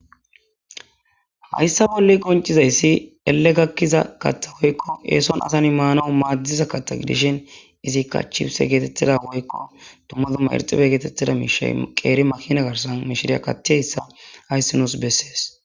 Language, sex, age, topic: Gamo, female, 18-24, government